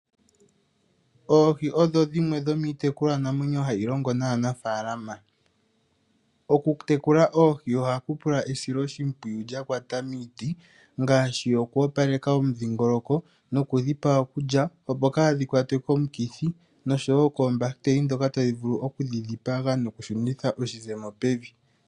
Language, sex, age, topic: Oshiwambo, male, 18-24, agriculture